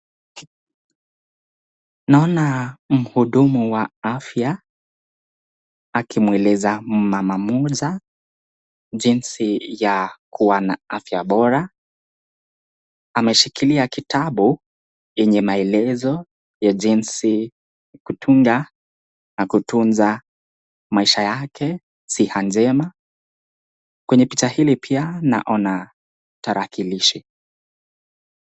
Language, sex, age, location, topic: Swahili, male, 18-24, Nakuru, health